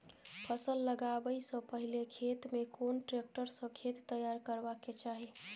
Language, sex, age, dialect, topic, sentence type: Maithili, female, 18-24, Bajjika, agriculture, question